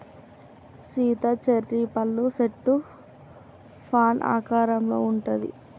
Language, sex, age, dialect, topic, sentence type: Telugu, male, 31-35, Telangana, agriculture, statement